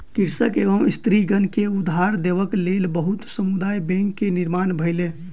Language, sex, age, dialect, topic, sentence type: Maithili, male, 18-24, Southern/Standard, banking, statement